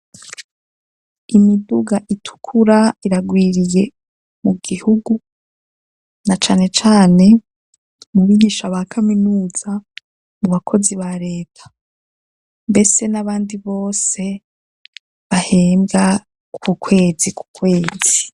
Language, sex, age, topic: Rundi, female, 25-35, education